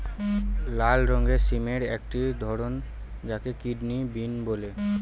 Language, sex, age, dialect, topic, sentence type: Bengali, male, 18-24, Northern/Varendri, agriculture, statement